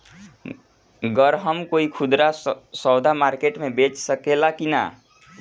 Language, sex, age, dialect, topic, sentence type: Bhojpuri, male, 18-24, Northern, agriculture, question